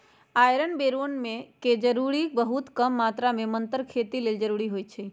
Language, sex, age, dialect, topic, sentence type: Magahi, female, 56-60, Western, agriculture, statement